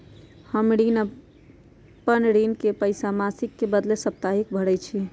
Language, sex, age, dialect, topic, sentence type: Magahi, female, 25-30, Western, banking, statement